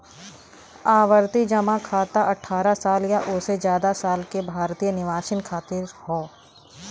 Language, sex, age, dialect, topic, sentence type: Bhojpuri, female, 36-40, Western, banking, statement